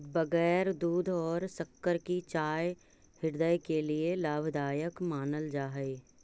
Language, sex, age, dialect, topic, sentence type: Magahi, female, 36-40, Central/Standard, agriculture, statement